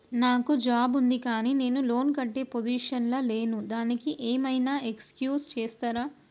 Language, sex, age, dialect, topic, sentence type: Telugu, female, 18-24, Telangana, banking, question